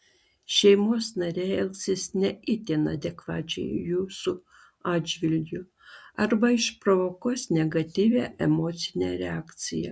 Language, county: Lithuanian, Klaipėda